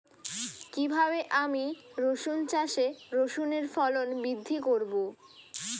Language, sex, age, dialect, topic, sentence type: Bengali, female, 60-100, Rajbangshi, agriculture, question